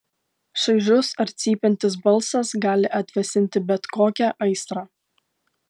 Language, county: Lithuanian, Klaipėda